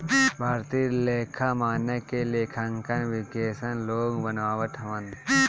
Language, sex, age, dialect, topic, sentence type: Bhojpuri, male, 18-24, Northern, banking, statement